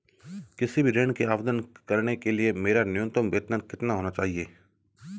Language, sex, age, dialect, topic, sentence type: Hindi, male, 25-30, Marwari Dhudhari, banking, question